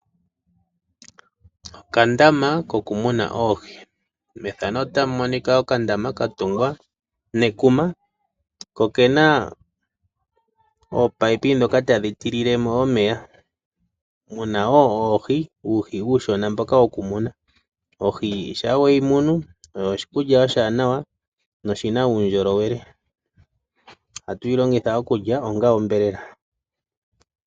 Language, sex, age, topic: Oshiwambo, male, 36-49, agriculture